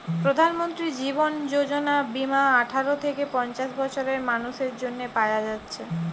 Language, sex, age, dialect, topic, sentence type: Bengali, female, 25-30, Western, banking, statement